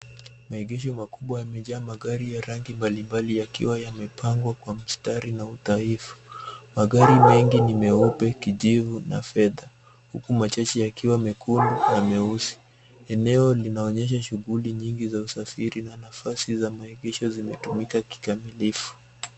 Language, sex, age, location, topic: Swahili, male, 18-24, Nairobi, finance